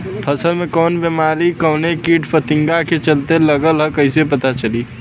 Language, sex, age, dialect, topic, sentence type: Bhojpuri, male, 18-24, Western, agriculture, question